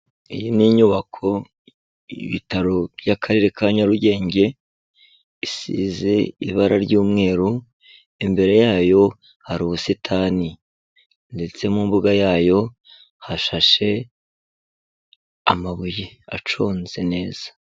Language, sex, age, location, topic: Kinyarwanda, male, 36-49, Kigali, health